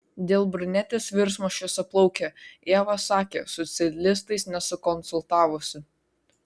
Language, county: Lithuanian, Kaunas